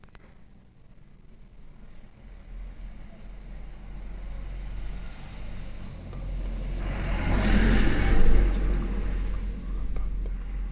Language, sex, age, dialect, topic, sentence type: Marathi, male, 25-30, Northern Konkan, banking, statement